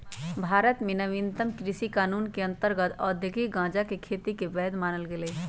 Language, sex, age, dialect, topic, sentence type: Magahi, female, 36-40, Western, agriculture, statement